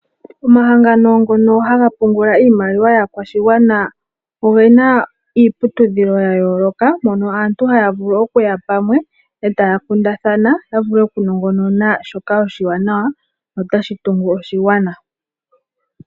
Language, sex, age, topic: Oshiwambo, female, 18-24, finance